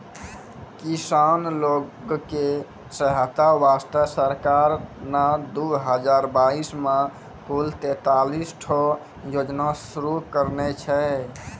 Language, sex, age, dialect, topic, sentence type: Maithili, female, 25-30, Angika, agriculture, statement